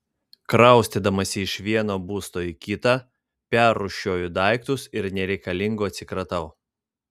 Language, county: Lithuanian, Vilnius